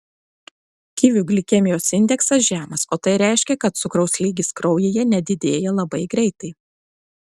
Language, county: Lithuanian, Klaipėda